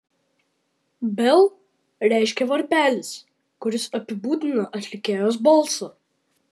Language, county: Lithuanian, Vilnius